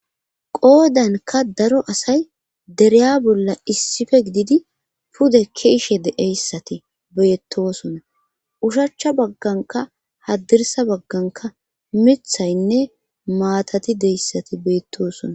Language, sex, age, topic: Gamo, female, 36-49, government